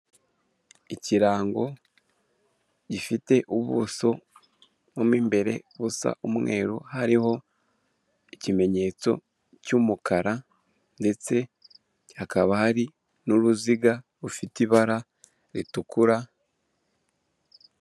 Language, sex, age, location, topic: Kinyarwanda, male, 18-24, Kigali, government